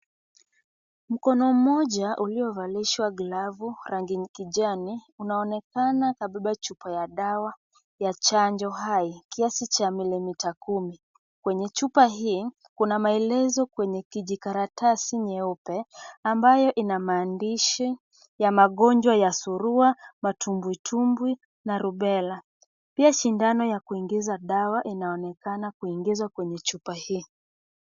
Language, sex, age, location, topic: Swahili, female, 25-35, Kisumu, health